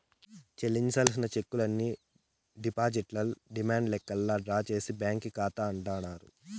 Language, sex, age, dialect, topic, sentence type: Telugu, male, 18-24, Southern, banking, statement